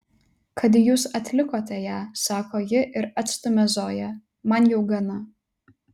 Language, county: Lithuanian, Telšiai